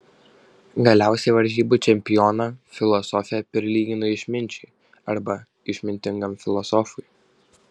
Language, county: Lithuanian, Šiauliai